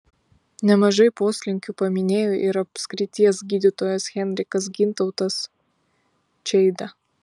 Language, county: Lithuanian, Vilnius